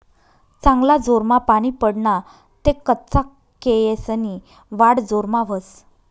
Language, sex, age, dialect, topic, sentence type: Marathi, female, 25-30, Northern Konkan, agriculture, statement